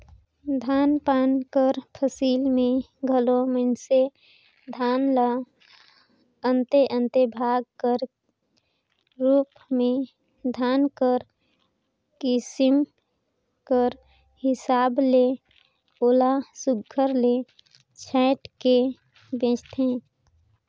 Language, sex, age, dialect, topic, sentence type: Chhattisgarhi, female, 25-30, Northern/Bhandar, agriculture, statement